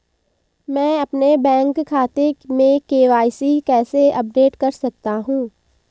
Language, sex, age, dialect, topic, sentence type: Hindi, female, 18-24, Hindustani Malvi Khadi Boli, banking, question